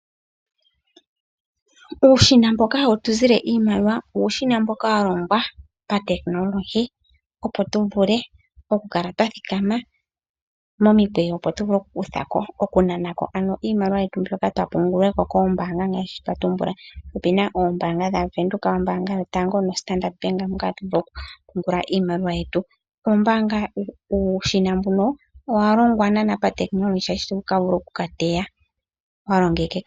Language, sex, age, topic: Oshiwambo, female, 25-35, finance